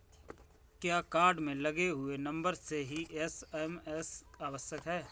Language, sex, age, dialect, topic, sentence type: Hindi, male, 25-30, Awadhi Bundeli, banking, question